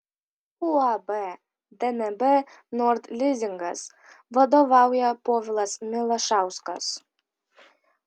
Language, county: Lithuanian, Kaunas